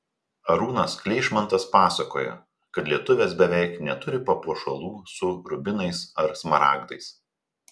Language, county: Lithuanian, Telšiai